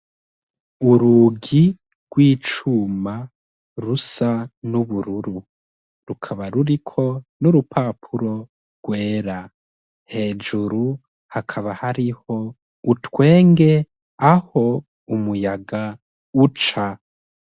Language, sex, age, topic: Rundi, male, 25-35, education